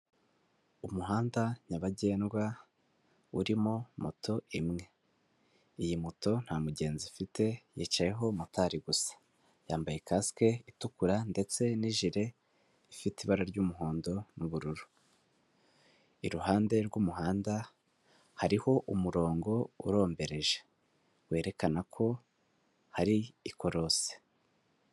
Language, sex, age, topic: Kinyarwanda, male, 18-24, government